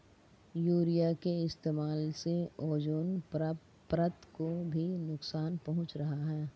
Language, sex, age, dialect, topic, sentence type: Hindi, female, 36-40, Marwari Dhudhari, agriculture, statement